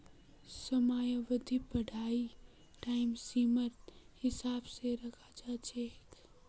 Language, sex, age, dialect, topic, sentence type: Magahi, female, 18-24, Northeastern/Surjapuri, banking, statement